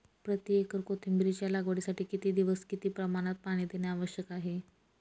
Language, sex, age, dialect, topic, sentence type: Marathi, female, 25-30, Northern Konkan, agriculture, question